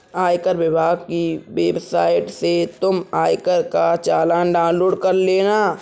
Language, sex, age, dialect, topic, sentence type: Hindi, male, 60-100, Kanauji Braj Bhasha, banking, statement